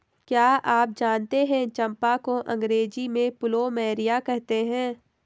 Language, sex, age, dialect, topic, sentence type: Hindi, female, 18-24, Garhwali, agriculture, statement